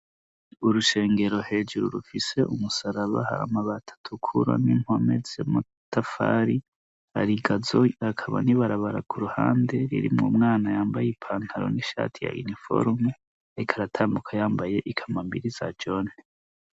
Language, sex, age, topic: Rundi, male, 25-35, education